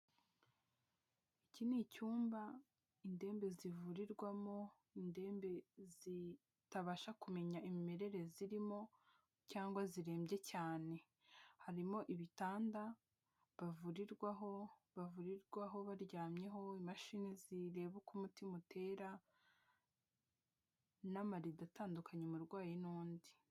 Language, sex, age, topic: Kinyarwanda, female, 25-35, government